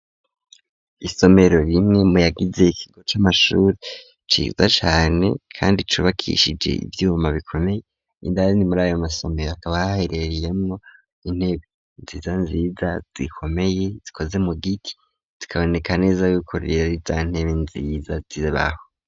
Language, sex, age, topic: Rundi, male, 25-35, education